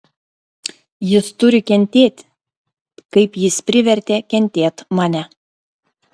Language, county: Lithuanian, Klaipėda